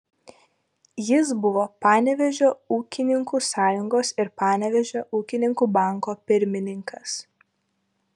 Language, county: Lithuanian, Vilnius